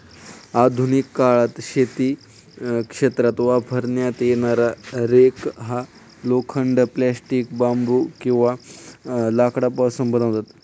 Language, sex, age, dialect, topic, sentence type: Marathi, male, 18-24, Standard Marathi, agriculture, statement